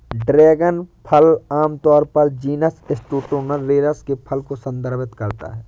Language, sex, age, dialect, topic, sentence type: Hindi, male, 18-24, Awadhi Bundeli, agriculture, statement